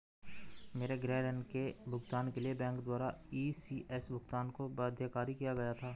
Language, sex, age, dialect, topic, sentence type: Hindi, male, 18-24, Hindustani Malvi Khadi Boli, banking, statement